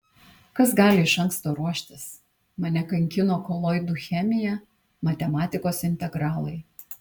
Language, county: Lithuanian, Kaunas